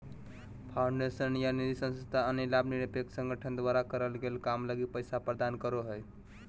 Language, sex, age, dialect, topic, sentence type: Magahi, male, 18-24, Southern, banking, statement